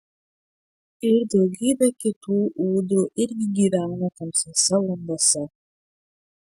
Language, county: Lithuanian, Šiauliai